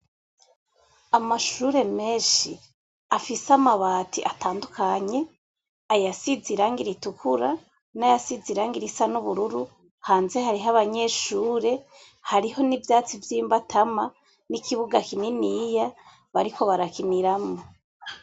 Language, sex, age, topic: Rundi, female, 25-35, education